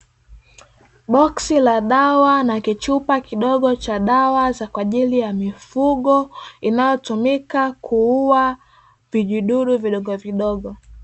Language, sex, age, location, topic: Swahili, female, 18-24, Dar es Salaam, agriculture